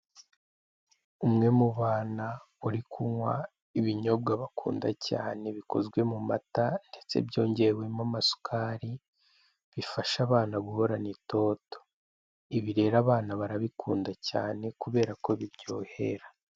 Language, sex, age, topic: Kinyarwanda, male, 18-24, finance